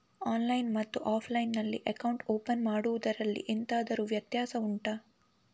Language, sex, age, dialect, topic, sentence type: Kannada, female, 18-24, Coastal/Dakshin, banking, question